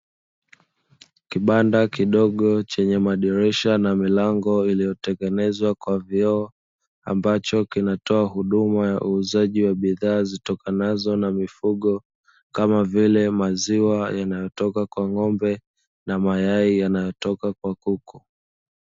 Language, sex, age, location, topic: Swahili, male, 25-35, Dar es Salaam, finance